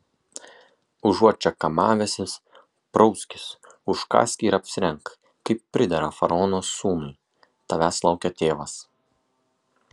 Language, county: Lithuanian, Kaunas